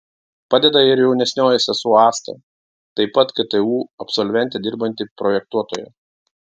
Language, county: Lithuanian, Klaipėda